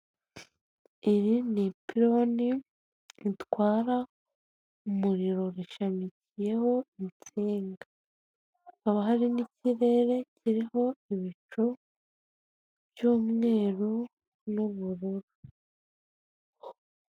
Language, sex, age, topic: Kinyarwanda, female, 25-35, government